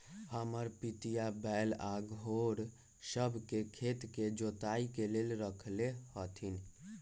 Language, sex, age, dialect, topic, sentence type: Magahi, male, 41-45, Western, agriculture, statement